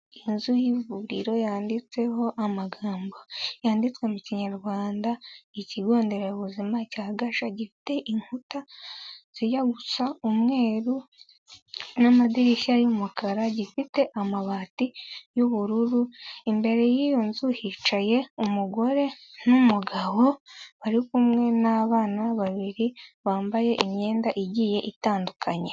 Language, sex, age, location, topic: Kinyarwanda, female, 18-24, Kigali, health